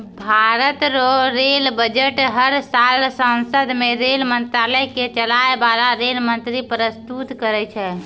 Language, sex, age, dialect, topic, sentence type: Maithili, female, 31-35, Angika, banking, statement